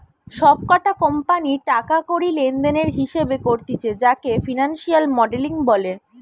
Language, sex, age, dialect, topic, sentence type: Bengali, female, 18-24, Western, banking, statement